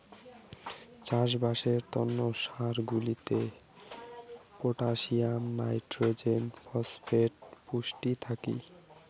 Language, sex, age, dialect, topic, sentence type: Bengali, male, 18-24, Rajbangshi, agriculture, statement